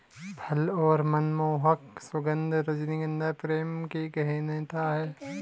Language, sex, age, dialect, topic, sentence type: Hindi, male, 25-30, Garhwali, agriculture, statement